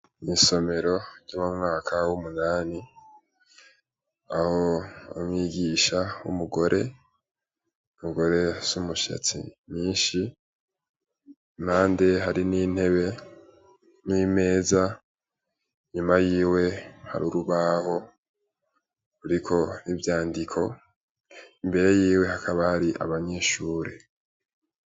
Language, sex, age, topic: Rundi, male, 18-24, education